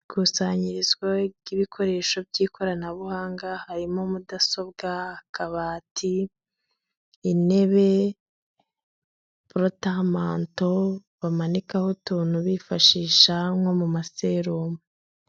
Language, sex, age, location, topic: Kinyarwanda, female, 25-35, Kigali, health